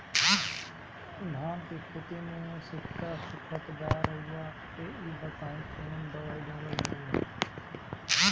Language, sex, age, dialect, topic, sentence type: Bhojpuri, male, 36-40, Northern, agriculture, question